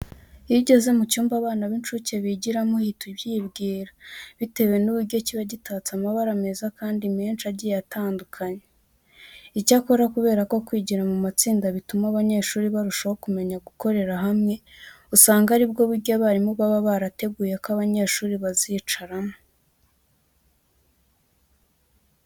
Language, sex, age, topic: Kinyarwanda, female, 18-24, education